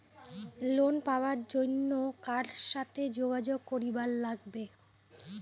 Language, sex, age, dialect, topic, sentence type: Bengali, female, 25-30, Rajbangshi, banking, question